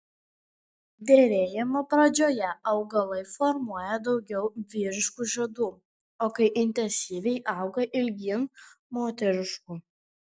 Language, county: Lithuanian, Panevėžys